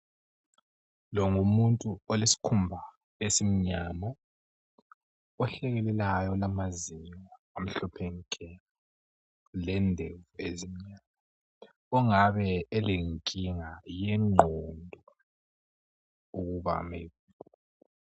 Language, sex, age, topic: North Ndebele, male, 18-24, health